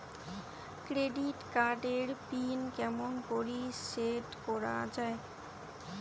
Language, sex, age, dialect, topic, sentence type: Bengali, female, 18-24, Rajbangshi, banking, question